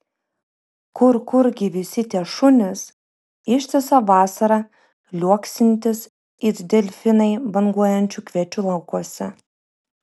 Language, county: Lithuanian, Vilnius